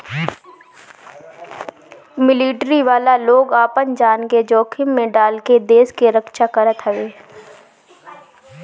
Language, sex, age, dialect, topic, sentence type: Bhojpuri, female, 25-30, Northern, banking, statement